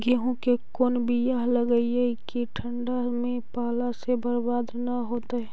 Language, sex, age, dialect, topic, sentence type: Magahi, female, 18-24, Central/Standard, agriculture, question